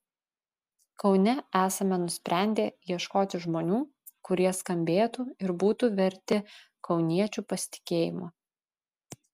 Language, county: Lithuanian, Vilnius